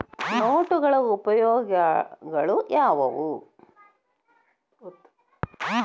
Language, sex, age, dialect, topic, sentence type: Kannada, female, 60-100, Dharwad Kannada, banking, statement